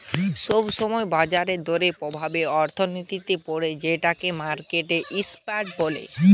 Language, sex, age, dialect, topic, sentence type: Bengali, male, 18-24, Western, banking, statement